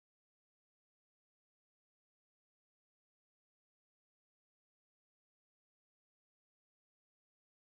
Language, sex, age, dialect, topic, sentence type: Bhojpuri, female, 18-24, Western, agriculture, statement